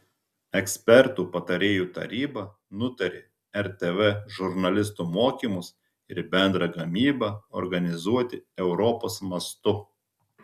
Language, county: Lithuanian, Telšiai